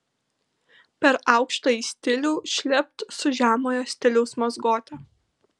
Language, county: Lithuanian, Kaunas